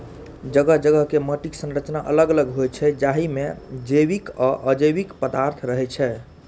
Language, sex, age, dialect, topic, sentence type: Maithili, male, 25-30, Eastern / Thethi, agriculture, statement